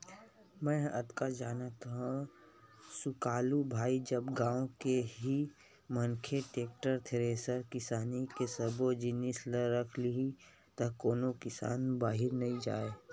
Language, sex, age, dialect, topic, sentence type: Chhattisgarhi, male, 18-24, Western/Budati/Khatahi, banking, statement